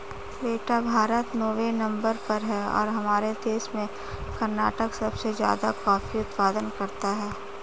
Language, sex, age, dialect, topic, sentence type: Hindi, female, 18-24, Marwari Dhudhari, agriculture, statement